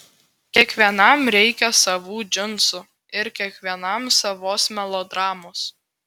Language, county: Lithuanian, Klaipėda